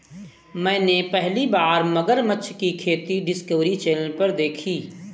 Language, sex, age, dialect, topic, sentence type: Hindi, male, 36-40, Kanauji Braj Bhasha, agriculture, statement